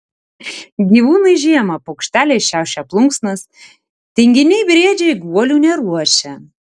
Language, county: Lithuanian, Tauragė